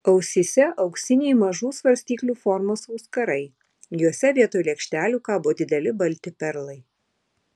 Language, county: Lithuanian, Vilnius